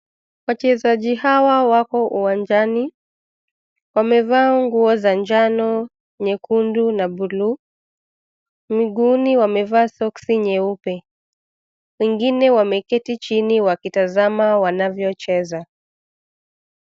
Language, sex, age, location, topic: Swahili, female, 25-35, Nairobi, education